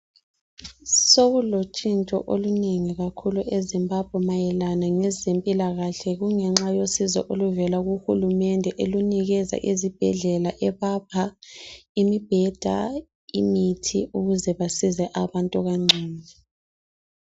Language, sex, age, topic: North Ndebele, female, 18-24, health